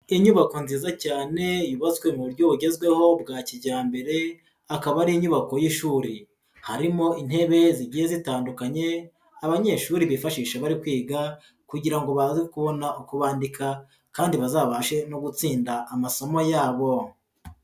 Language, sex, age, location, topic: Kinyarwanda, female, 18-24, Huye, education